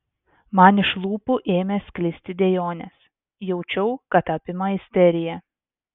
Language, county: Lithuanian, Vilnius